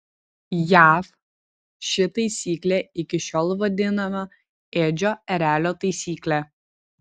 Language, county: Lithuanian, Vilnius